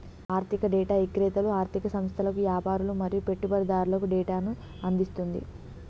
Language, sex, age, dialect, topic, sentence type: Telugu, female, 18-24, Telangana, banking, statement